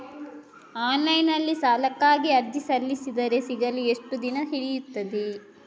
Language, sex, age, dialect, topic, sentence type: Kannada, female, 56-60, Coastal/Dakshin, banking, question